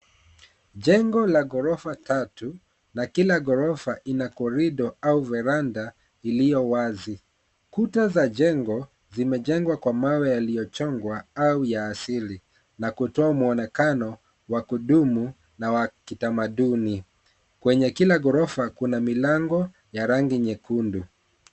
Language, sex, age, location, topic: Swahili, male, 36-49, Kisumu, education